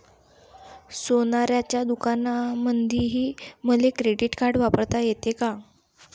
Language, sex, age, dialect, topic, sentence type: Marathi, female, 18-24, Varhadi, banking, question